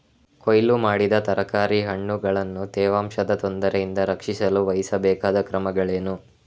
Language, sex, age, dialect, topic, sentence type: Kannada, male, 25-30, Coastal/Dakshin, agriculture, question